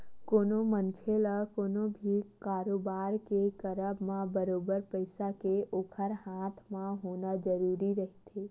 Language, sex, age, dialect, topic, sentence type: Chhattisgarhi, female, 18-24, Western/Budati/Khatahi, banking, statement